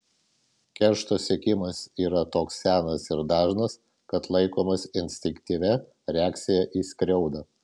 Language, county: Lithuanian, Vilnius